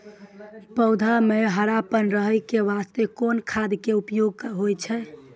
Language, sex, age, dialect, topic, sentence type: Maithili, female, 18-24, Angika, agriculture, question